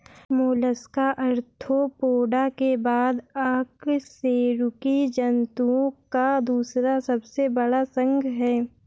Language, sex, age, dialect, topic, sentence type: Hindi, female, 18-24, Awadhi Bundeli, agriculture, statement